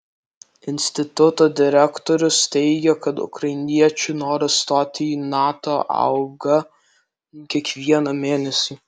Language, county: Lithuanian, Alytus